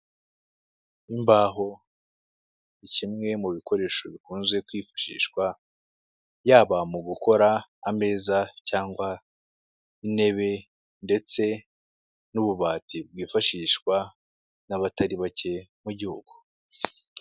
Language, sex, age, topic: Kinyarwanda, male, 25-35, finance